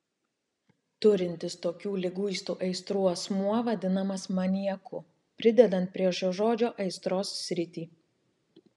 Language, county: Lithuanian, Šiauliai